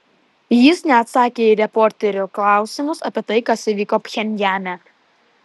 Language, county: Lithuanian, Alytus